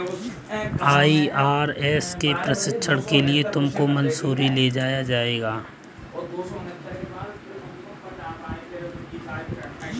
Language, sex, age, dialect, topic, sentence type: Hindi, male, 25-30, Kanauji Braj Bhasha, banking, statement